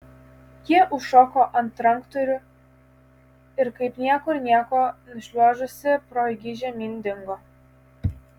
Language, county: Lithuanian, Kaunas